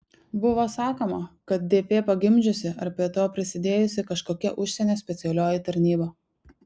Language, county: Lithuanian, Šiauliai